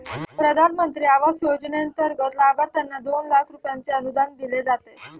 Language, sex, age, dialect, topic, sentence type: Marathi, female, 18-24, Standard Marathi, banking, statement